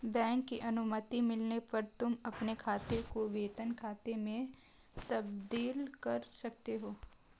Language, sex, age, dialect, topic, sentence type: Hindi, female, 18-24, Marwari Dhudhari, banking, statement